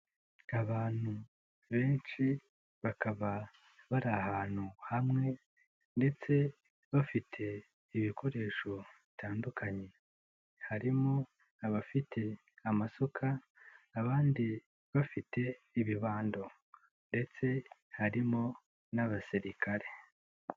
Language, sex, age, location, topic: Kinyarwanda, male, 18-24, Nyagatare, government